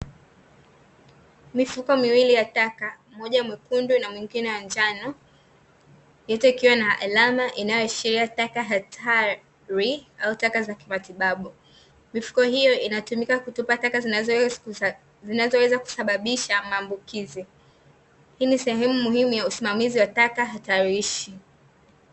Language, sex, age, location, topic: Swahili, female, 18-24, Dar es Salaam, government